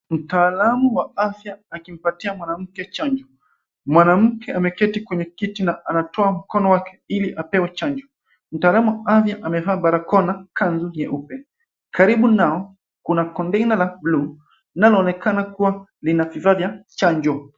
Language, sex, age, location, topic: Swahili, male, 25-35, Nairobi, health